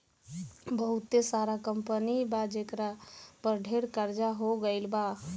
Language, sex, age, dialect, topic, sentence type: Bhojpuri, female, 18-24, Southern / Standard, banking, statement